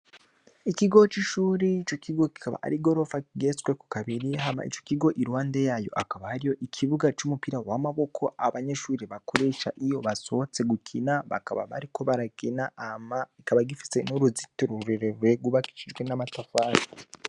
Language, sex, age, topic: Rundi, male, 18-24, education